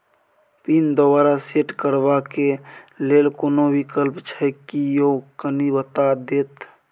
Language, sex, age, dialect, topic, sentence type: Maithili, male, 18-24, Bajjika, banking, question